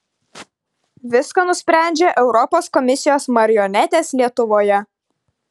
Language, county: Lithuanian, Vilnius